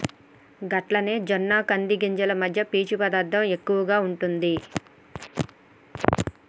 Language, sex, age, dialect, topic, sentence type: Telugu, female, 31-35, Telangana, agriculture, statement